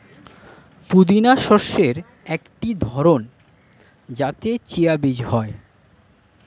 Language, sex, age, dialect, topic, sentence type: Bengali, male, 25-30, Standard Colloquial, agriculture, statement